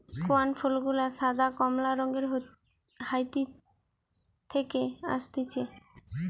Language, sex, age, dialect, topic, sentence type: Bengali, female, 18-24, Western, agriculture, statement